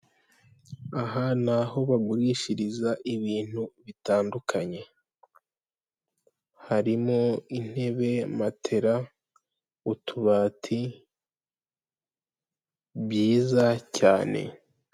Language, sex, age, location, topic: Kinyarwanda, female, 18-24, Kigali, finance